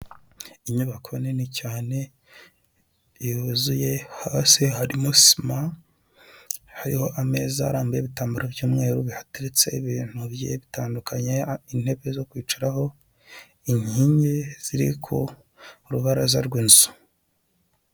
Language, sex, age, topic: Kinyarwanda, male, 25-35, finance